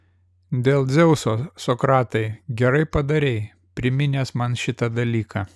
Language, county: Lithuanian, Vilnius